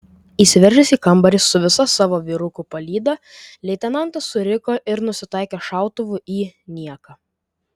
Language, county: Lithuanian, Vilnius